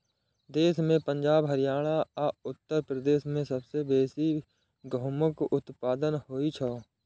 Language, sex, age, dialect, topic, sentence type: Maithili, male, 18-24, Eastern / Thethi, agriculture, statement